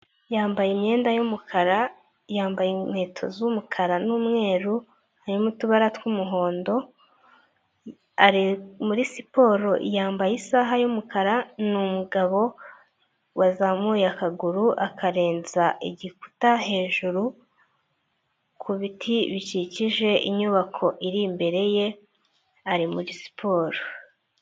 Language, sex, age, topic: Kinyarwanda, female, 25-35, health